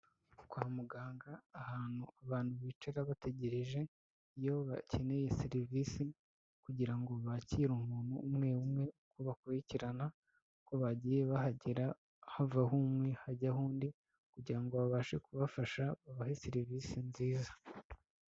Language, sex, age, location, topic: Kinyarwanda, male, 25-35, Kigali, health